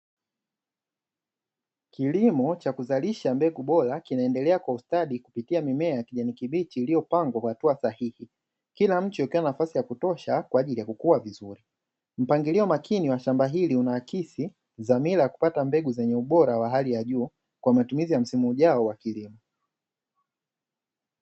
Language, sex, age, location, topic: Swahili, male, 25-35, Dar es Salaam, agriculture